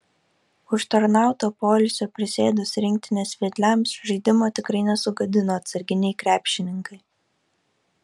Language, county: Lithuanian, Kaunas